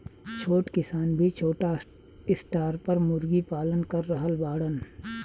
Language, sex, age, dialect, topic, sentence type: Bhojpuri, male, 36-40, Southern / Standard, agriculture, statement